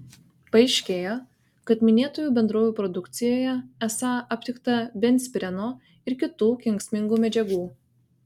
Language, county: Lithuanian, Kaunas